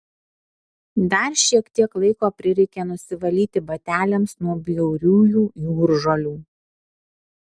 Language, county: Lithuanian, Alytus